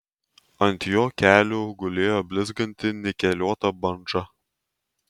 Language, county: Lithuanian, Tauragė